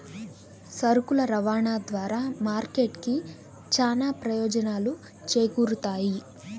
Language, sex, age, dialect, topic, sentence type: Telugu, female, 18-24, Southern, banking, statement